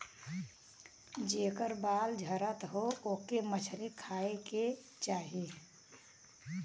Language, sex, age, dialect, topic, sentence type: Bhojpuri, female, 31-35, Western, agriculture, statement